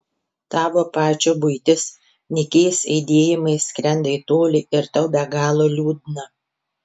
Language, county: Lithuanian, Panevėžys